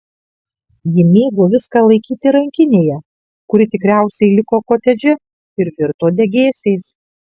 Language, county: Lithuanian, Kaunas